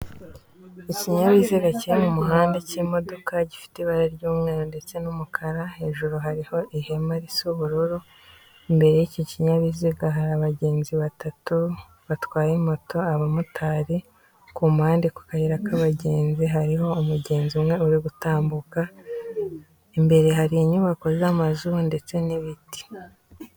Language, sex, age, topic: Kinyarwanda, female, 18-24, government